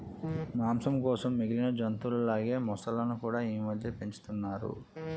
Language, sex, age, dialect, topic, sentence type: Telugu, male, 31-35, Utterandhra, agriculture, statement